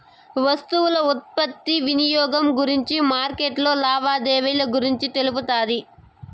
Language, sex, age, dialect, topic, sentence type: Telugu, female, 18-24, Southern, banking, statement